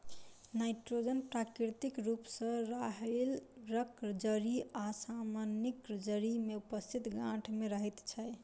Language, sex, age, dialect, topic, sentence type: Maithili, female, 25-30, Southern/Standard, agriculture, statement